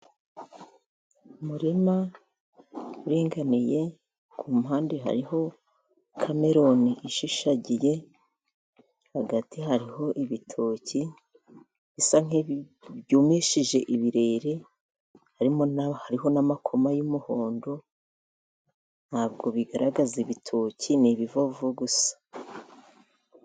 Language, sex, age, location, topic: Kinyarwanda, female, 50+, Musanze, agriculture